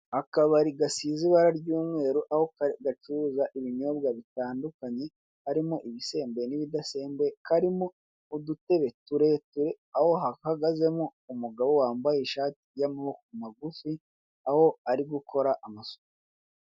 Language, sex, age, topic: Kinyarwanda, male, 25-35, finance